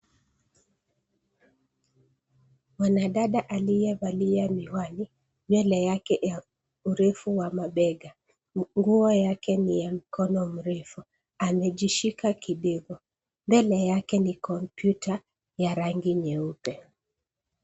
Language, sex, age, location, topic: Swahili, female, 36-49, Nairobi, education